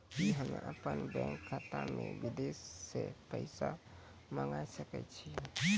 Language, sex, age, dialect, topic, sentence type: Maithili, male, 18-24, Angika, banking, question